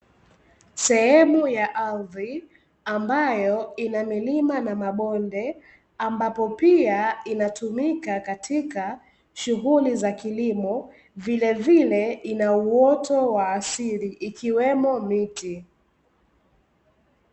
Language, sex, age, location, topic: Swahili, female, 25-35, Dar es Salaam, agriculture